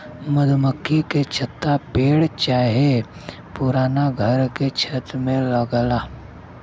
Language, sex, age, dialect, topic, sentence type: Bhojpuri, male, 31-35, Western, agriculture, statement